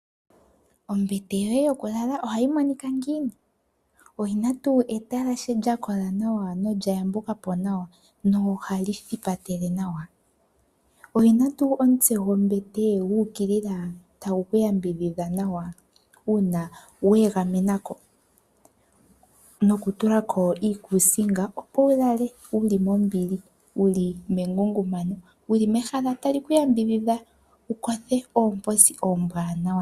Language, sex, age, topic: Oshiwambo, female, 18-24, finance